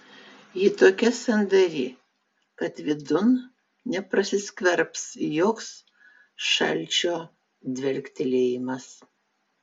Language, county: Lithuanian, Vilnius